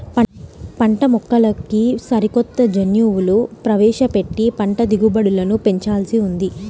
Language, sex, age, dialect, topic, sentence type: Telugu, female, 18-24, Central/Coastal, agriculture, statement